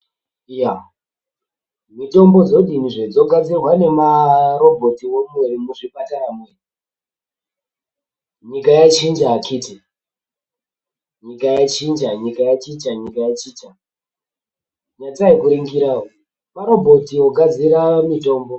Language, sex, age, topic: Ndau, male, 18-24, health